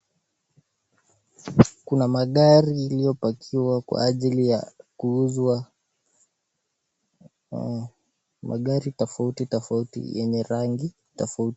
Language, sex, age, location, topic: Swahili, male, 18-24, Nakuru, finance